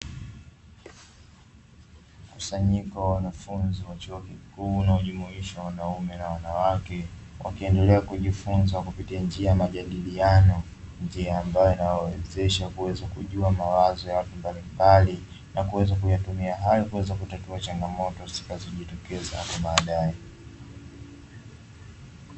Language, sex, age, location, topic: Swahili, male, 25-35, Dar es Salaam, education